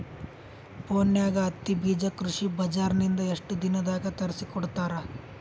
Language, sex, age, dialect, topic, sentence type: Kannada, male, 18-24, Northeastern, agriculture, question